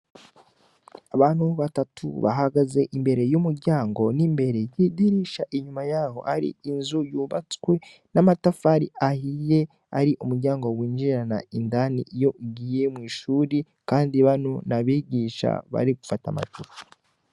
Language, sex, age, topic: Rundi, male, 18-24, education